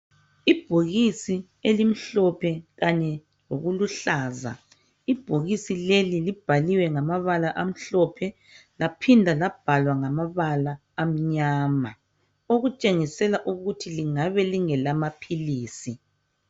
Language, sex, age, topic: North Ndebele, female, 18-24, health